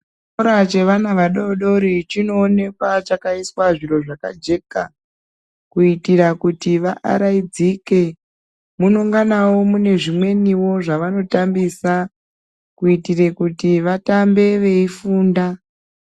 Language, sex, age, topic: Ndau, female, 36-49, education